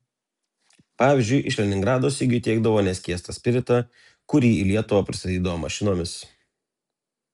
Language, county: Lithuanian, Telšiai